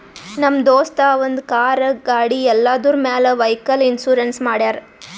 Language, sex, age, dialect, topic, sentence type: Kannada, female, 18-24, Northeastern, banking, statement